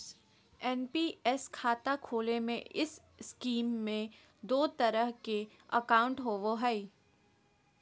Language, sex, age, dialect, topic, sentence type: Magahi, female, 18-24, Southern, banking, statement